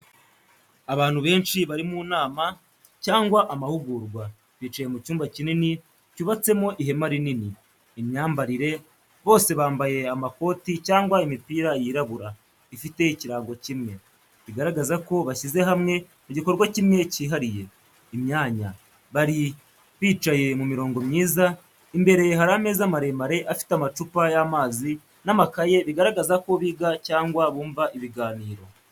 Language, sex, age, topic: Kinyarwanda, male, 18-24, education